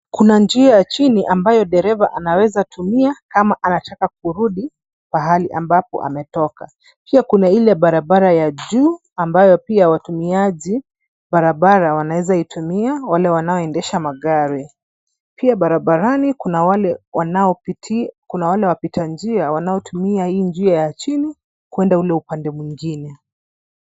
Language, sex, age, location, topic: Swahili, female, 25-35, Nairobi, government